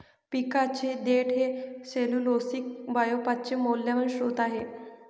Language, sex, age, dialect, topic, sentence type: Marathi, female, 56-60, Northern Konkan, agriculture, statement